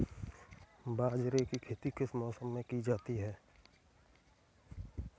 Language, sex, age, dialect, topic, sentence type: Hindi, male, 18-24, Kanauji Braj Bhasha, agriculture, question